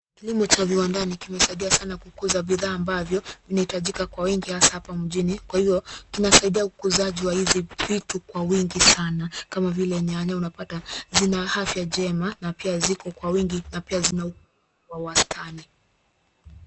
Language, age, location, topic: Swahili, 25-35, Nairobi, agriculture